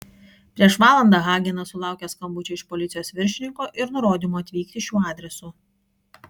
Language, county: Lithuanian, Kaunas